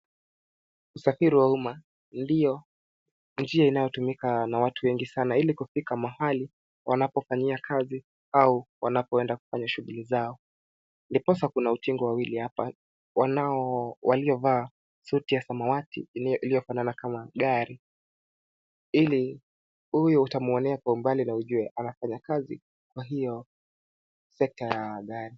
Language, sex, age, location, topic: Swahili, male, 18-24, Nairobi, government